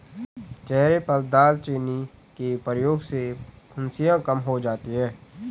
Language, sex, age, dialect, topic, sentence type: Hindi, male, 18-24, Garhwali, agriculture, statement